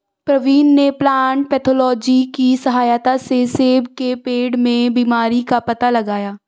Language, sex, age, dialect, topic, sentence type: Hindi, female, 18-24, Marwari Dhudhari, agriculture, statement